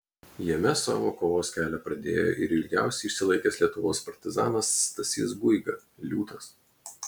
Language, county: Lithuanian, Klaipėda